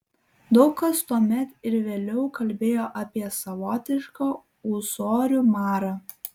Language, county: Lithuanian, Kaunas